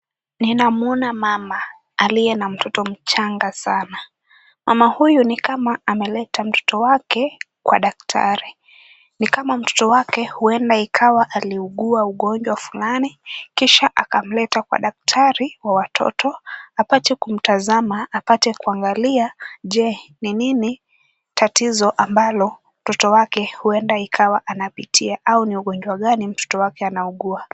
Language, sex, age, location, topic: Swahili, female, 18-24, Kisumu, health